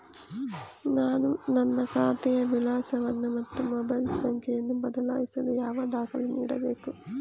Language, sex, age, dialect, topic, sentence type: Kannada, female, 25-30, Mysore Kannada, banking, question